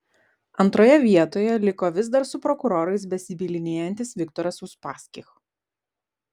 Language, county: Lithuanian, Vilnius